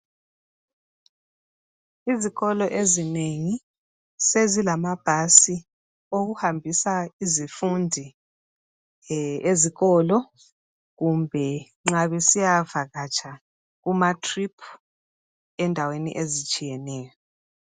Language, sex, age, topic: North Ndebele, female, 36-49, education